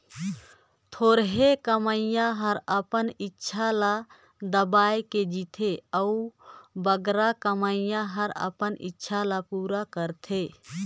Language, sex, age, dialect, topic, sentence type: Chhattisgarhi, female, 25-30, Northern/Bhandar, banking, statement